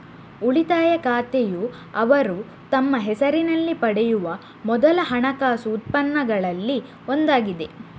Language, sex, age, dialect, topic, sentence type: Kannada, female, 31-35, Coastal/Dakshin, banking, statement